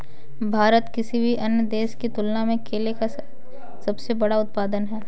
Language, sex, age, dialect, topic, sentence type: Hindi, female, 18-24, Kanauji Braj Bhasha, agriculture, statement